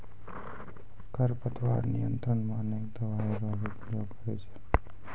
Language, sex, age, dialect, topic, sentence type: Maithili, female, 25-30, Angika, agriculture, statement